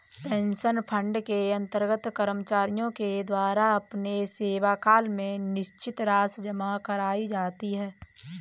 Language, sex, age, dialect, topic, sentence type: Hindi, female, 18-24, Kanauji Braj Bhasha, banking, statement